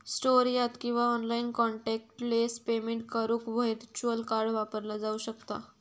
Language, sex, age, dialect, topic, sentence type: Marathi, female, 51-55, Southern Konkan, banking, statement